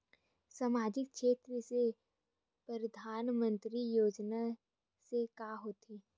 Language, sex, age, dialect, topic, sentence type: Chhattisgarhi, female, 25-30, Western/Budati/Khatahi, banking, question